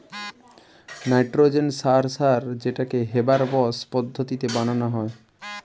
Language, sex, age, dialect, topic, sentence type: Bengali, male, 18-24, Western, agriculture, statement